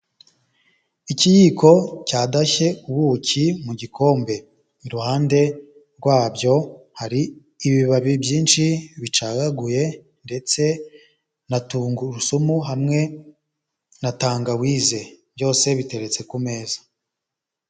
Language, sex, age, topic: Kinyarwanda, male, 18-24, health